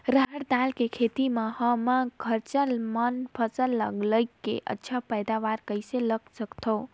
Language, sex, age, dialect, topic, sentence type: Chhattisgarhi, female, 18-24, Northern/Bhandar, agriculture, question